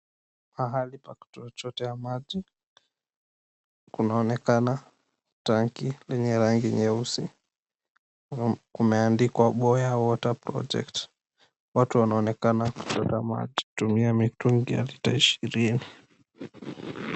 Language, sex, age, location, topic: Swahili, male, 18-24, Mombasa, health